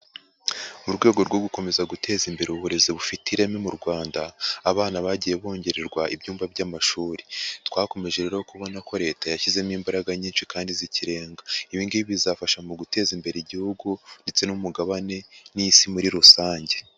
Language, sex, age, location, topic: Kinyarwanda, male, 25-35, Huye, education